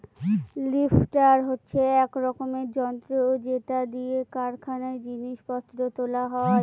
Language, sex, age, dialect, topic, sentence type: Bengali, female, 18-24, Northern/Varendri, agriculture, statement